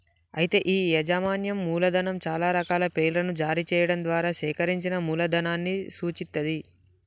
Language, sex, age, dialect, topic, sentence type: Telugu, male, 18-24, Telangana, banking, statement